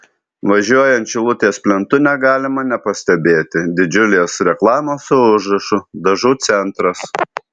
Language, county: Lithuanian, Alytus